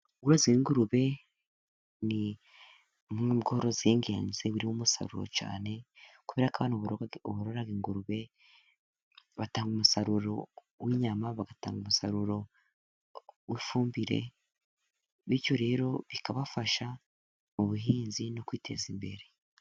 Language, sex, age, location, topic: Kinyarwanda, male, 18-24, Musanze, agriculture